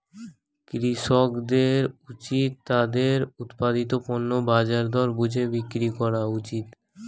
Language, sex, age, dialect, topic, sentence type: Bengali, male, <18, Standard Colloquial, agriculture, statement